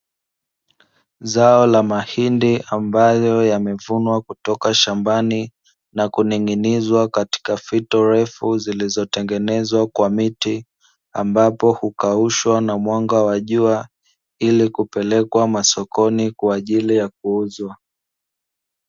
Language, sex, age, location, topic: Swahili, male, 25-35, Dar es Salaam, agriculture